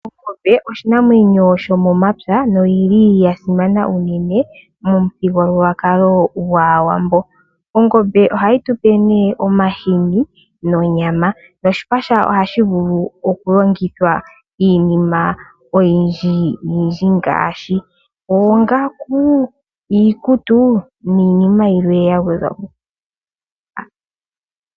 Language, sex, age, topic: Oshiwambo, female, 18-24, agriculture